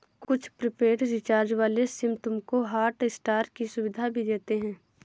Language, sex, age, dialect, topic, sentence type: Hindi, female, 18-24, Awadhi Bundeli, banking, statement